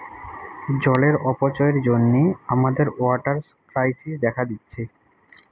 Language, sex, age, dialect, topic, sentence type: Bengali, male, 18-24, Western, agriculture, statement